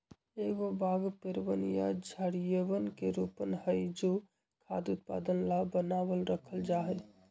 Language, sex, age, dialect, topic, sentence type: Magahi, male, 25-30, Western, agriculture, statement